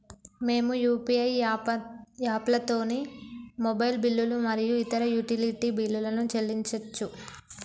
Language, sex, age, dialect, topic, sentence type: Telugu, female, 18-24, Telangana, banking, statement